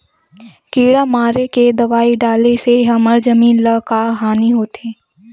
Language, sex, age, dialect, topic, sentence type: Chhattisgarhi, female, 18-24, Western/Budati/Khatahi, agriculture, question